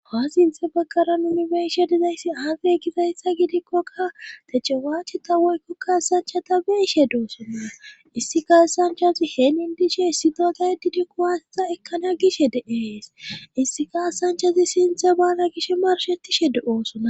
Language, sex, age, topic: Gamo, female, 18-24, government